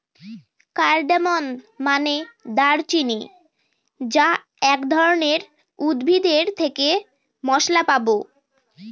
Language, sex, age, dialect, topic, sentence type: Bengali, female, <18, Northern/Varendri, agriculture, statement